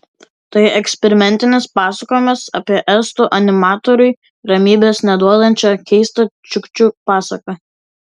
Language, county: Lithuanian, Vilnius